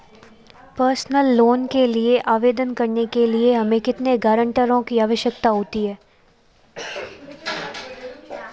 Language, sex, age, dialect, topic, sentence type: Hindi, female, 25-30, Marwari Dhudhari, banking, question